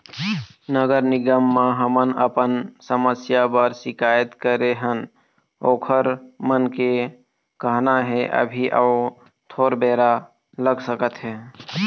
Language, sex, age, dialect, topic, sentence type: Chhattisgarhi, male, 31-35, Eastern, banking, statement